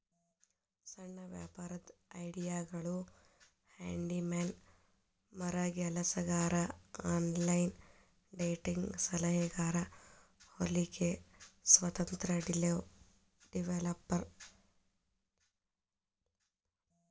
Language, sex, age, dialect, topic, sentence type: Kannada, female, 25-30, Dharwad Kannada, banking, statement